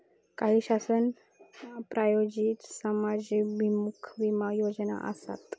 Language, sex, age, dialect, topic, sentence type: Marathi, female, 31-35, Southern Konkan, banking, statement